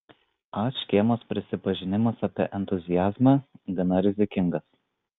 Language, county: Lithuanian, Vilnius